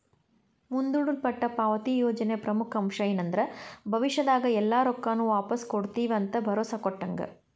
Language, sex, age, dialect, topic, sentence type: Kannada, female, 41-45, Dharwad Kannada, banking, statement